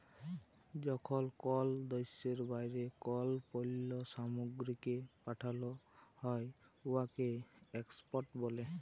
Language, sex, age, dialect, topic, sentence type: Bengali, male, 18-24, Jharkhandi, banking, statement